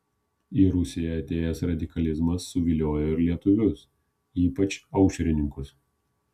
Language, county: Lithuanian, Kaunas